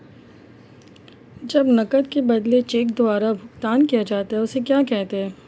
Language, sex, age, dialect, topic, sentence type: Hindi, female, 25-30, Marwari Dhudhari, banking, question